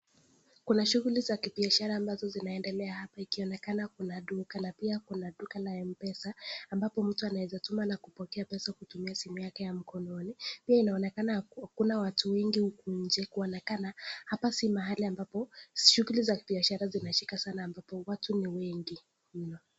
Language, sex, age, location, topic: Swahili, male, 18-24, Nakuru, finance